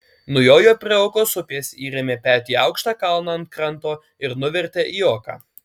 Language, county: Lithuanian, Alytus